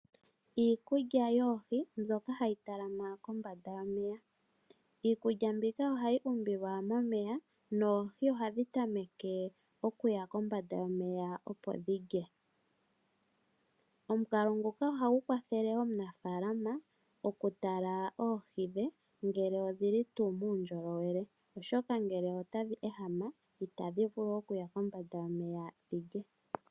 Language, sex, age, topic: Oshiwambo, female, 25-35, agriculture